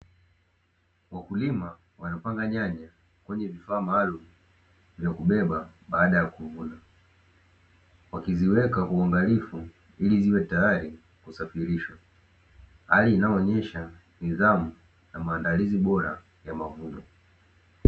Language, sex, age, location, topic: Swahili, male, 18-24, Dar es Salaam, agriculture